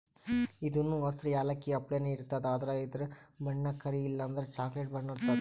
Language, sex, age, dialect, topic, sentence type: Kannada, male, 31-35, Northeastern, agriculture, statement